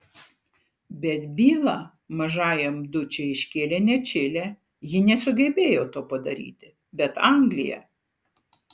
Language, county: Lithuanian, Šiauliai